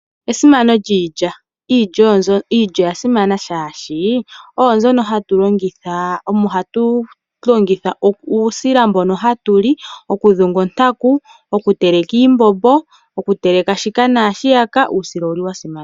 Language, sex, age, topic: Oshiwambo, female, 25-35, agriculture